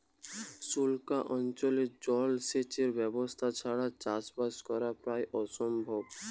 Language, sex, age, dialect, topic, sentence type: Bengali, male, <18, Western, agriculture, statement